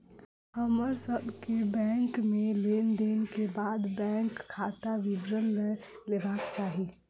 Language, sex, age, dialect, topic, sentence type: Maithili, female, 18-24, Southern/Standard, banking, statement